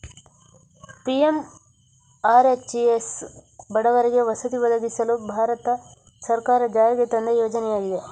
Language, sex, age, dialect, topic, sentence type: Kannada, female, 46-50, Coastal/Dakshin, agriculture, statement